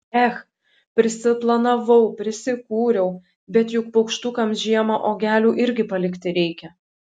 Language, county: Lithuanian, Šiauliai